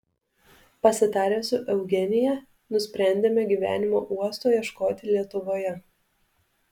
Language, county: Lithuanian, Alytus